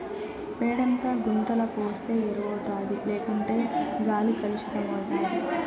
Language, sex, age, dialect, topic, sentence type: Telugu, male, 18-24, Southern, agriculture, statement